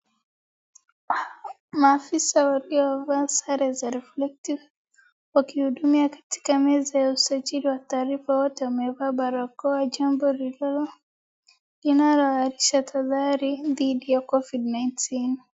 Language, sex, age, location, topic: Swahili, female, 36-49, Wajir, government